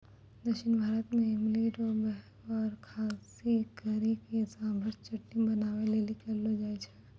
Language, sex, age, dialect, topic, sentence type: Maithili, female, 60-100, Angika, agriculture, statement